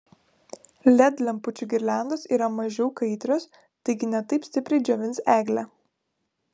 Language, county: Lithuanian, Vilnius